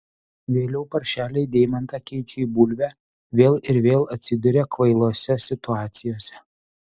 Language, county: Lithuanian, Utena